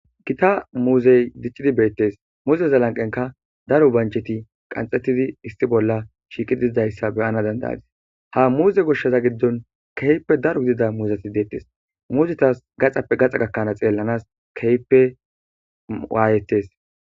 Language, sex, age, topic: Gamo, male, 18-24, agriculture